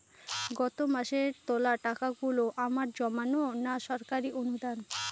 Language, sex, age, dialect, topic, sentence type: Bengali, female, 18-24, Northern/Varendri, banking, question